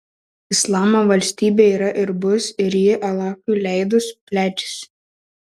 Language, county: Lithuanian, Šiauliai